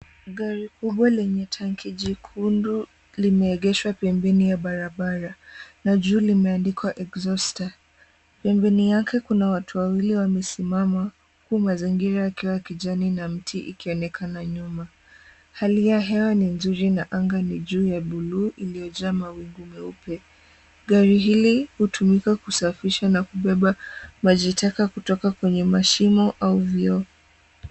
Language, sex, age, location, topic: Swahili, female, 18-24, Kisumu, health